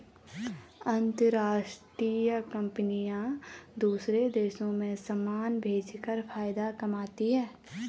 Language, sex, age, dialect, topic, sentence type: Hindi, female, 25-30, Garhwali, banking, statement